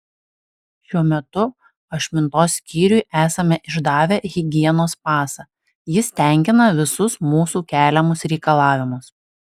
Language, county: Lithuanian, Alytus